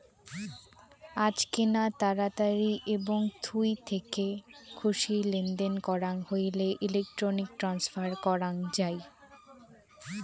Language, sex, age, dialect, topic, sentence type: Bengali, female, 18-24, Rajbangshi, banking, statement